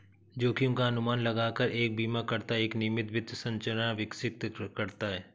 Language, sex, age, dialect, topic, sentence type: Hindi, male, 36-40, Awadhi Bundeli, banking, statement